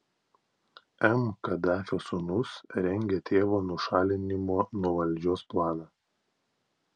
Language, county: Lithuanian, Klaipėda